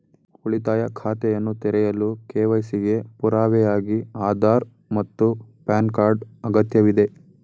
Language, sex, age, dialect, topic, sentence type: Kannada, male, 18-24, Mysore Kannada, banking, statement